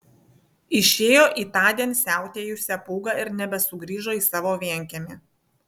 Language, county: Lithuanian, Vilnius